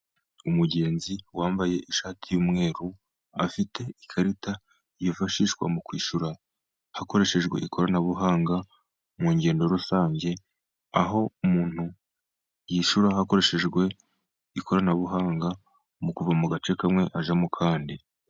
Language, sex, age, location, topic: Kinyarwanda, male, 18-24, Musanze, government